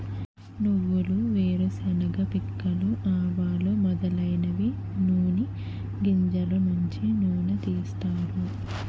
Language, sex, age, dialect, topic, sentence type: Telugu, female, 18-24, Utterandhra, agriculture, statement